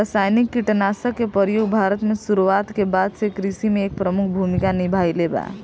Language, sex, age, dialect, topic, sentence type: Bhojpuri, female, 18-24, Southern / Standard, agriculture, statement